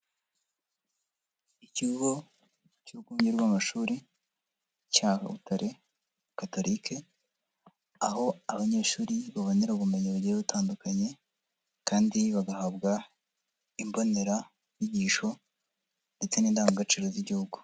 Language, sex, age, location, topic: Kinyarwanda, male, 50+, Huye, education